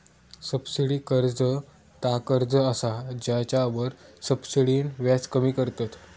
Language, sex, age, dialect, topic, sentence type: Marathi, male, 25-30, Southern Konkan, banking, statement